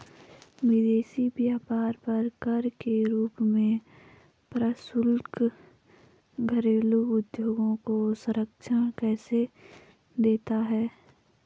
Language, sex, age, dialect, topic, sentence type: Hindi, female, 18-24, Garhwali, banking, statement